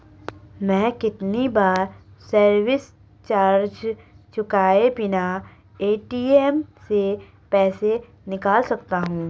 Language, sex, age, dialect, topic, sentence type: Hindi, female, 25-30, Marwari Dhudhari, banking, question